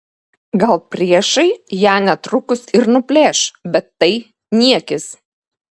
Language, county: Lithuanian, Kaunas